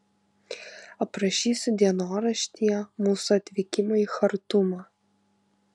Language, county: Lithuanian, Kaunas